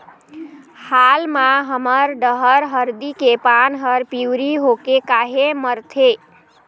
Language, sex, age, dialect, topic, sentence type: Chhattisgarhi, female, 51-55, Eastern, agriculture, question